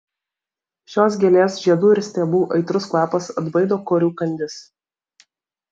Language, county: Lithuanian, Vilnius